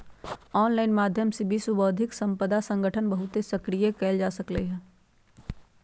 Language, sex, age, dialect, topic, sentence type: Magahi, female, 51-55, Western, banking, statement